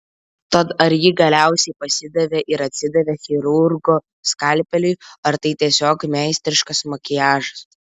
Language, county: Lithuanian, Vilnius